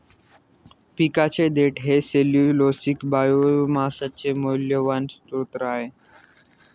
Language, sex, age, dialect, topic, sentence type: Marathi, male, 18-24, Northern Konkan, agriculture, statement